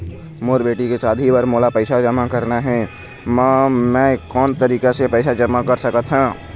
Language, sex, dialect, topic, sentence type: Chhattisgarhi, male, Eastern, banking, question